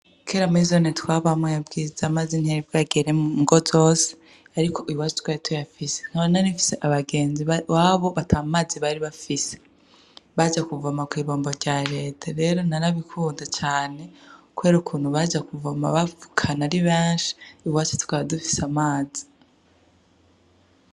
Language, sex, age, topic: Rundi, female, 25-35, education